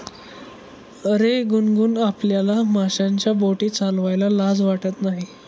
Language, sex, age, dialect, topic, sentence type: Marathi, male, 18-24, Standard Marathi, agriculture, statement